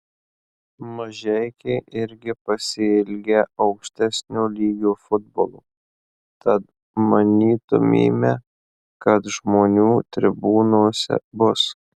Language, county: Lithuanian, Marijampolė